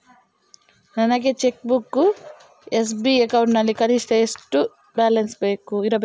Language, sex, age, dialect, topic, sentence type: Kannada, female, 18-24, Coastal/Dakshin, banking, question